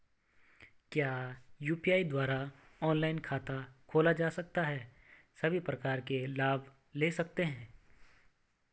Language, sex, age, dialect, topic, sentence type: Hindi, male, 25-30, Garhwali, banking, question